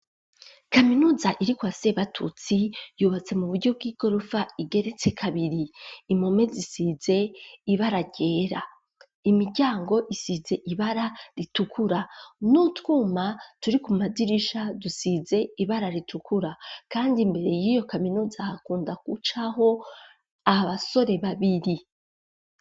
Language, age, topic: Rundi, 25-35, education